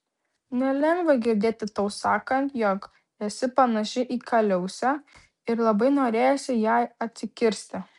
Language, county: Lithuanian, Vilnius